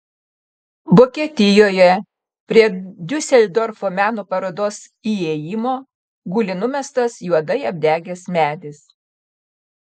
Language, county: Lithuanian, Panevėžys